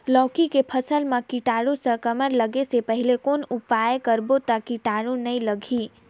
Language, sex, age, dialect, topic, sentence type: Chhattisgarhi, female, 18-24, Northern/Bhandar, agriculture, question